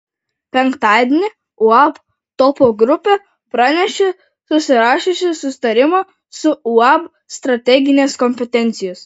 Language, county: Lithuanian, Vilnius